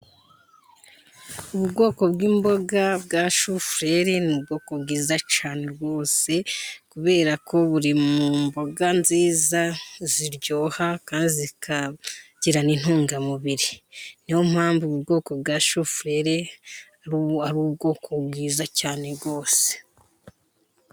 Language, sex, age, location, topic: Kinyarwanda, female, 50+, Musanze, finance